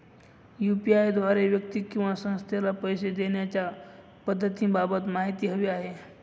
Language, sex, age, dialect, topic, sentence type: Marathi, male, 25-30, Northern Konkan, banking, question